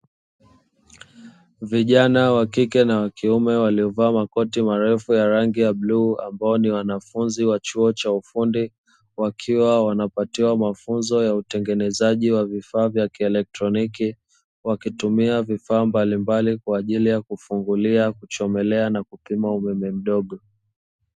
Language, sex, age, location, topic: Swahili, male, 25-35, Dar es Salaam, education